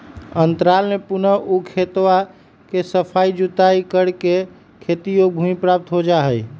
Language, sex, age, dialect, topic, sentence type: Magahi, male, 36-40, Western, agriculture, statement